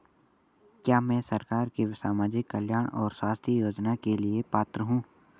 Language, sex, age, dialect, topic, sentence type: Hindi, male, 18-24, Marwari Dhudhari, banking, question